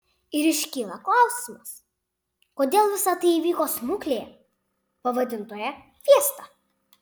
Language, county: Lithuanian, Panevėžys